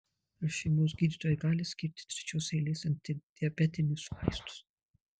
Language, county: Lithuanian, Marijampolė